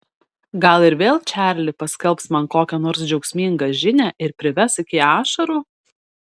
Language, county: Lithuanian, Šiauliai